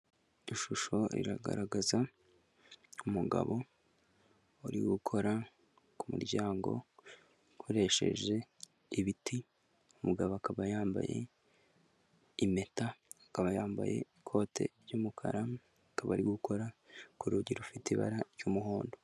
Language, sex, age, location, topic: Kinyarwanda, male, 18-24, Kigali, finance